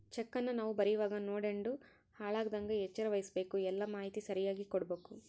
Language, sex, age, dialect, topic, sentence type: Kannada, female, 18-24, Central, banking, statement